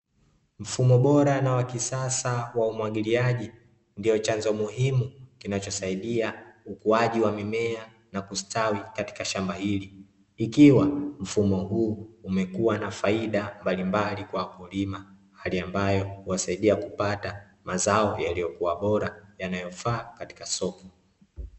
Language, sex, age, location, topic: Swahili, male, 25-35, Dar es Salaam, agriculture